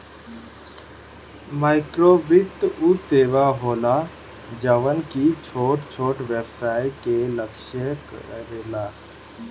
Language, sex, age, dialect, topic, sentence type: Bhojpuri, male, 31-35, Northern, banking, statement